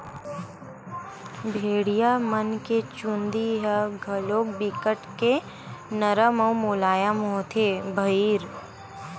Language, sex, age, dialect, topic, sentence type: Chhattisgarhi, female, 18-24, Western/Budati/Khatahi, agriculture, statement